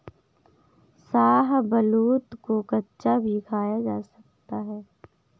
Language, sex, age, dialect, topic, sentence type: Hindi, female, 51-55, Awadhi Bundeli, agriculture, statement